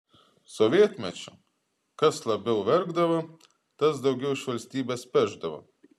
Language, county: Lithuanian, Klaipėda